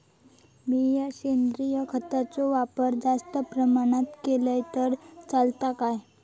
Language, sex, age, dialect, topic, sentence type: Marathi, female, 41-45, Southern Konkan, agriculture, question